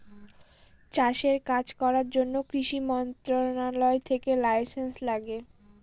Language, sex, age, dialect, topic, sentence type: Bengali, female, 18-24, Northern/Varendri, agriculture, statement